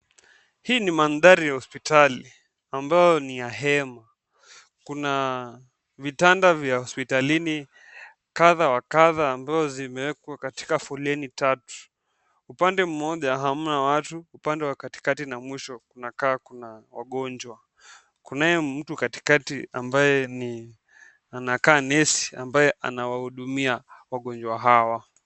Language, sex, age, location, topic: Swahili, male, 18-24, Nakuru, health